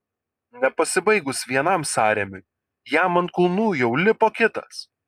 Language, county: Lithuanian, Kaunas